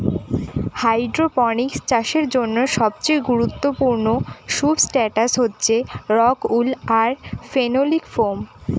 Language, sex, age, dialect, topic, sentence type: Bengali, female, 18-24, Northern/Varendri, agriculture, statement